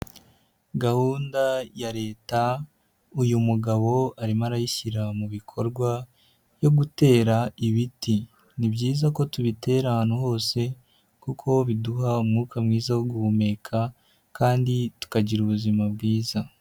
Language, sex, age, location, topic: Kinyarwanda, male, 50+, Nyagatare, agriculture